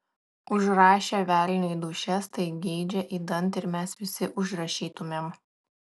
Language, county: Lithuanian, Klaipėda